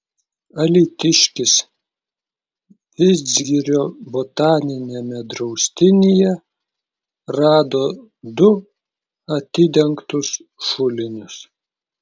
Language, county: Lithuanian, Klaipėda